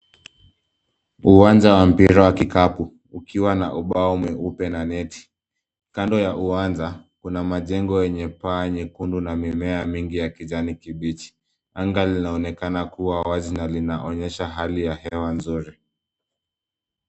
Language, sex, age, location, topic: Swahili, male, 25-35, Nairobi, education